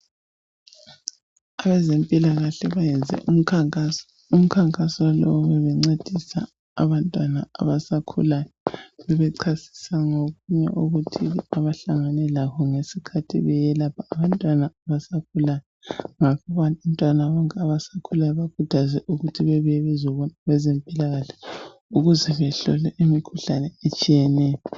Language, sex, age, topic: North Ndebele, female, 25-35, health